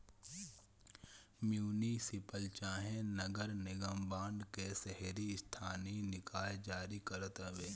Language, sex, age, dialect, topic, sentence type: Bhojpuri, male, 25-30, Northern, banking, statement